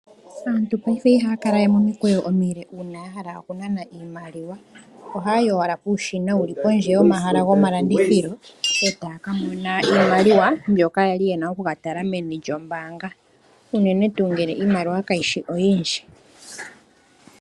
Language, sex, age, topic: Oshiwambo, female, 25-35, finance